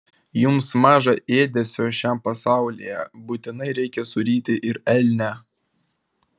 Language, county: Lithuanian, Vilnius